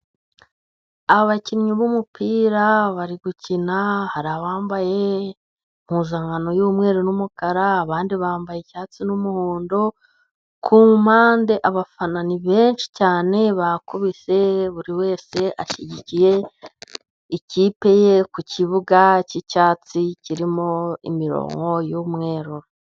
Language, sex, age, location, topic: Kinyarwanda, female, 25-35, Musanze, government